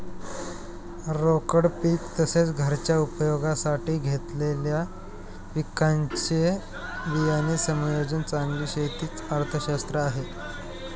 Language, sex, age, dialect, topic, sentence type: Marathi, male, 18-24, Northern Konkan, agriculture, statement